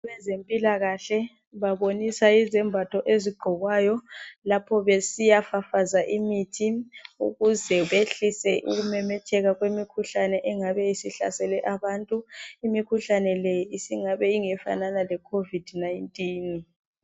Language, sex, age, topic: North Ndebele, female, 25-35, health